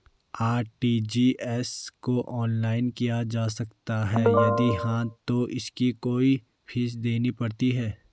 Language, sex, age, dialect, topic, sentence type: Hindi, male, 18-24, Garhwali, banking, question